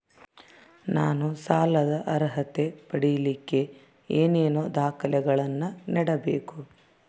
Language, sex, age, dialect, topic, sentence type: Kannada, female, 31-35, Central, banking, question